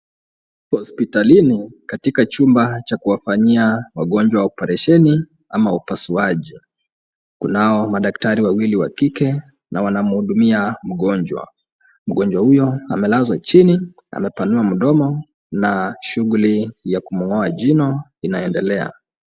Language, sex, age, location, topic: Swahili, male, 25-35, Kisumu, health